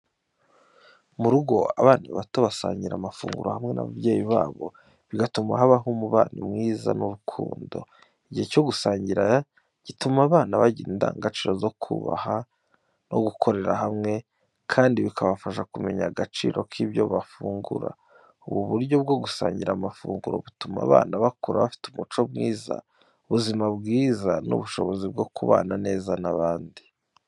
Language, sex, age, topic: Kinyarwanda, male, 25-35, education